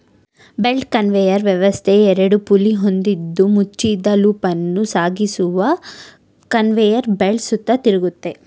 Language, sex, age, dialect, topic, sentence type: Kannada, female, 18-24, Mysore Kannada, agriculture, statement